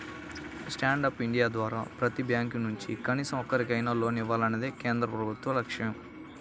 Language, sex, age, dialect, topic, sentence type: Telugu, male, 18-24, Central/Coastal, banking, statement